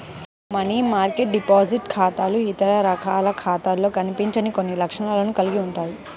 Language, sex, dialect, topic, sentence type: Telugu, female, Central/Coastal, banking, statement